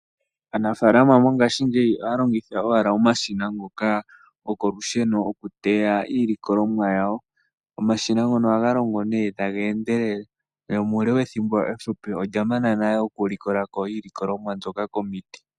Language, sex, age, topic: Oshiwambo, male, 18-24, agriculture